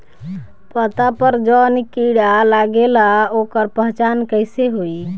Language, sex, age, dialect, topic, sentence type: Bhojpuri, female, <18, Southern / Standard, agriculture, question